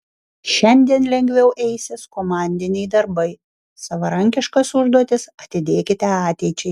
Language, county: Lithuanian, Kaunas